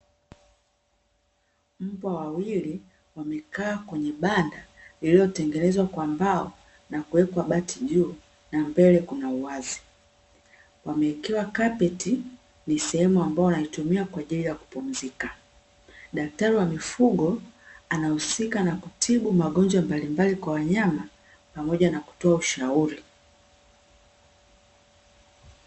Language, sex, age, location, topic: Swahili, female, 25-35, Dar es Salaam, agriculture